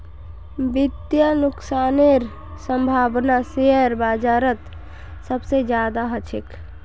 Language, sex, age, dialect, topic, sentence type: Magahi, female, 18-24, Northeastern/Surjapuri, banking, statement